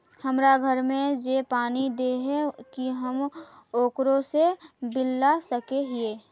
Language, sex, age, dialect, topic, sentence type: Magahi, female, 25-30, Northeastern/Surjapuri, banking, question